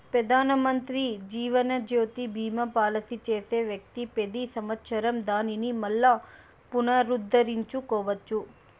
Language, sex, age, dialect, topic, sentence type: Telugu, female, 25-30, Southern, banking, statement